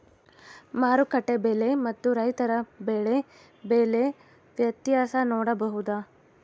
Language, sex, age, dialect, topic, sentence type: Kannada, female, 18-24, Central, agriculture, question